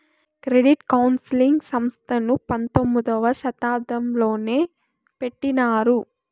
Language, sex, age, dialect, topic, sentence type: Telugu, female, 25-30, Southern, banking, statement